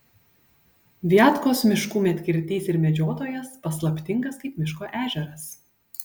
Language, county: Lithuanian, Panevėžys